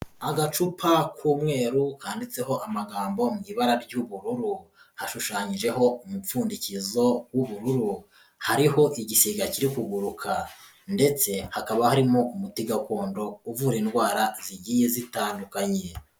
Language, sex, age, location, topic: Kinyarwanda, male, 18-24, Kigali, health